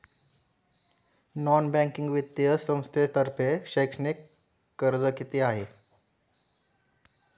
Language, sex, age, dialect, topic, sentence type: Marathi, male, 18-24, Standard Marathi, banking, question